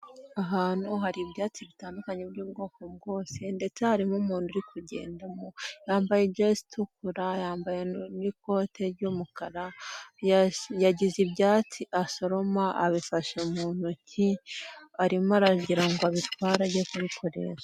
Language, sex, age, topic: Kinyarwanda, female, 18-24, health